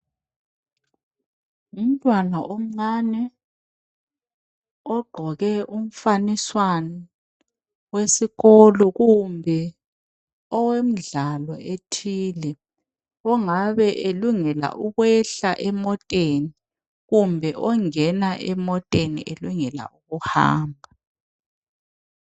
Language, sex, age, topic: North Ndebele, female, 36-49, education